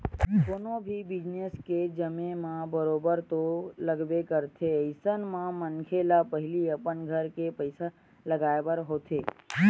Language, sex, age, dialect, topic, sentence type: Chhattisgarhi, male, 18-24, Western/Budati/Khatahi, banking, statement